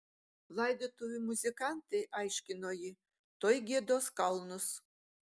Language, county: Lithuanian, Utena